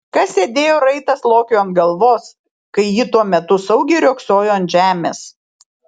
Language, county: Lithuanian, Šiauliai